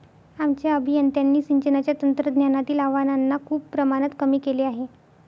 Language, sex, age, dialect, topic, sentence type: Marathi, female, 60-100, Northern Konkan, agriculture, statement